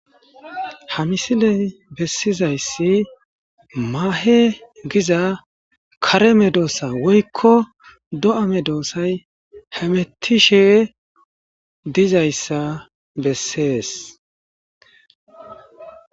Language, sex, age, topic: Gamo, male, 25-35, agriculture